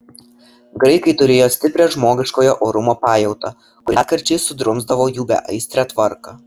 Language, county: Lithuanian, Šiauliai